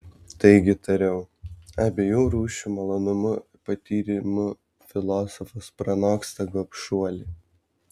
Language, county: Lithuanian, Vilnius